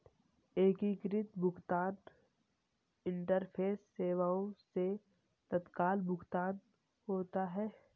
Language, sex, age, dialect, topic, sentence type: Hindi, male, 18-24, Marwari Dhudhari, banking, statement